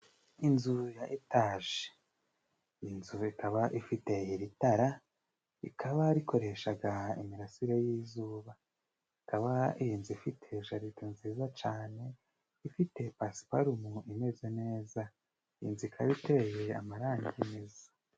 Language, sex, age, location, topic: Kinyarwanda, male, 25-35, Musanze, government